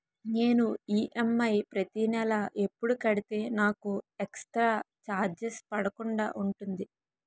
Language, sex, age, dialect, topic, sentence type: Telugu, female, 25-30, Utterandhra, banking, question